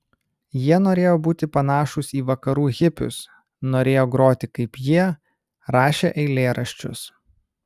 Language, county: Lithuanian, Kaunas